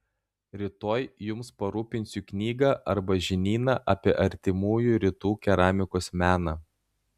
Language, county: Lithuanian, Klaipėda